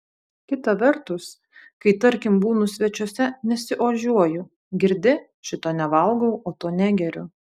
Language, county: Lithuanian, Vilnius